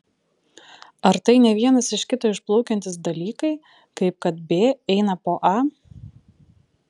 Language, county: Lithuanian, Vilnius